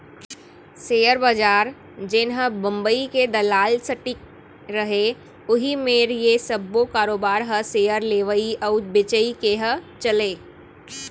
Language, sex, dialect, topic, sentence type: Chhattisgarhi, female, Central, banking, statement